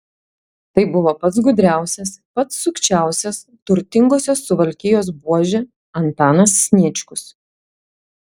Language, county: Lithuanian, Klaipėda